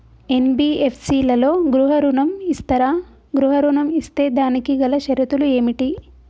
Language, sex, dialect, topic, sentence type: Telugu, female, Telangana, banking, question